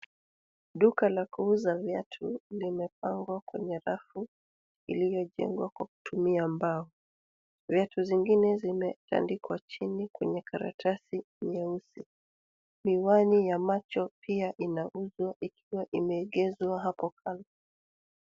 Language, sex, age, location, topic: Swahili, female, 36-49, Nairobi, finance